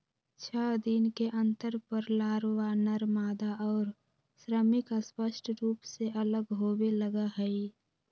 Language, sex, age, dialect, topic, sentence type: Magahi, female, 18-24, Western, agriculture, statement